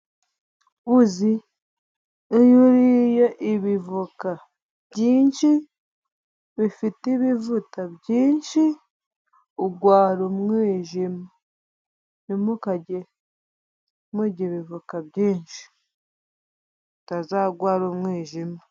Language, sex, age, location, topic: Kinyarwanda, female, 25-35, Musanze, agriculture